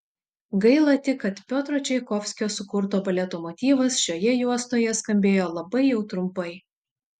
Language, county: Lithuanian, Šiauliai